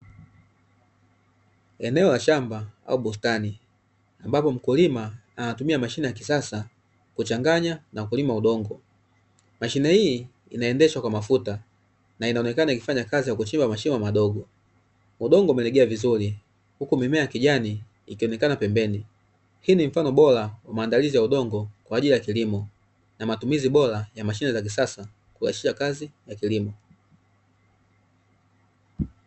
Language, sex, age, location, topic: Swahili, male, 25-35, Dar es Salaam, agriculture